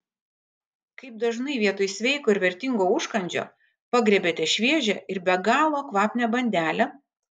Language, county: Lithuanian, Kaunas